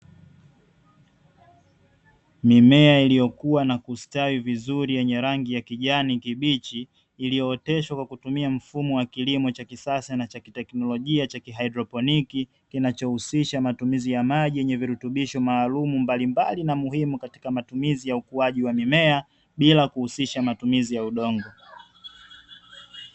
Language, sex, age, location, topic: Swahili, male, 18-24, Dar es Salaam, agriculture